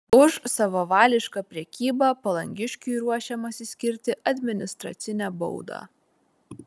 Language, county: Lithuanian, Vilnius